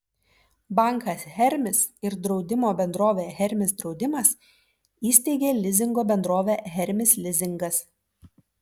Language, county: Lithuanian, Vilnius